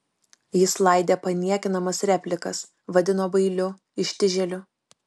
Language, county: Lithuanian, Kaunas